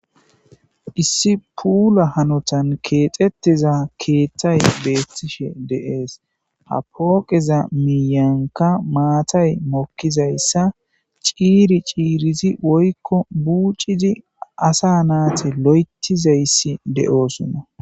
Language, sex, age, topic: Gamo, male, 18-24, government